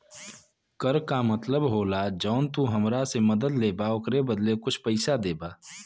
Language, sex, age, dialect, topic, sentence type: Bhojpuri, male, 25-30, Western, banking, statement